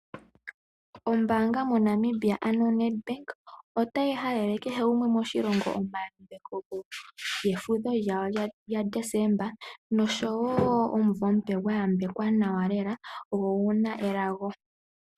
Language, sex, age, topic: Oshiwambo, female, 18-24, finance